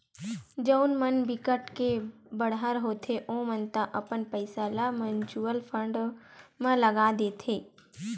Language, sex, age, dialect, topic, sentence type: Chhattisgarhi, female, 18-24, Western/Budati/Khatahi, banking, statement